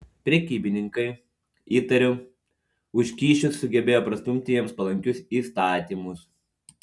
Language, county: Lithuanian, Panevėžys